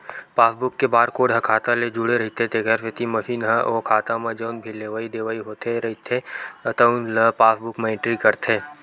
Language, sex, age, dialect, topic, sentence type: Chhattisgarhi, male, 18-24, Western/Budati/Khatahi, banking, statement